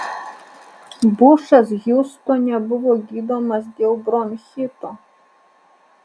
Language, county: Lithuanian, Alytus